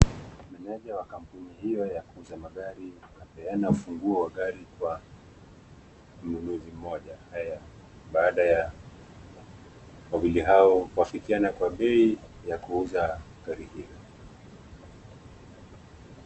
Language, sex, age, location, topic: Swahili, male, 25-35, Nakuru, finance